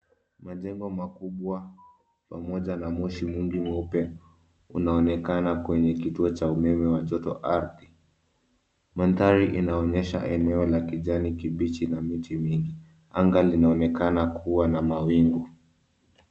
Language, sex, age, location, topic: Swahili, male, 25-35, Nairobi, government